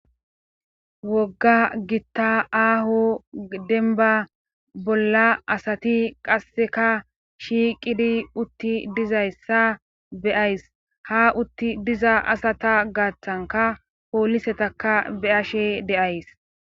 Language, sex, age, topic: Gamo, female, 25-35, government